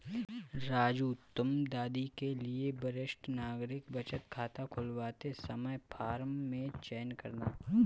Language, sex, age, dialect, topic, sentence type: Hindi, male, 25-30, Awadhi Bundeli, banking, statement